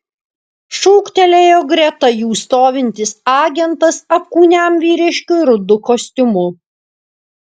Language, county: Lithuanian, Alytus